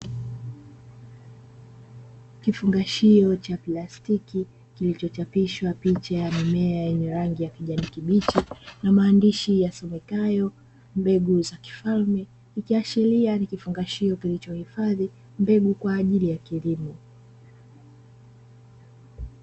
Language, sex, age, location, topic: Swahili, female, 25-35, Dar es Salaam, agriculture